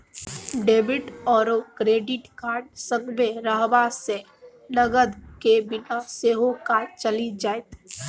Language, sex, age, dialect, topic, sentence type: Maithili, female, 18-24, Bajjika, banking, statement